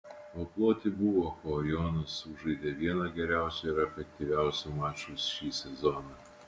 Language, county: Lithuanian, Utena